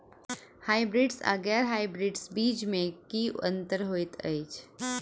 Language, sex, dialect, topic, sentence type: Maithili, female, Southern/Standard, agriculture, question